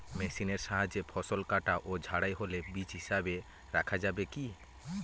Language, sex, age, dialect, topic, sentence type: Bengali, male, 18-24, Northern/Varendri, agriculture, question